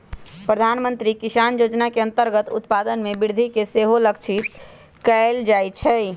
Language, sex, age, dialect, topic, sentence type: Magahi, male, 31-35, Western, agriculture, statement